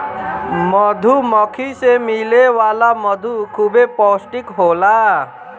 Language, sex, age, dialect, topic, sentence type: Bhojpuri, female, 51-55, Northern, agriculture, statement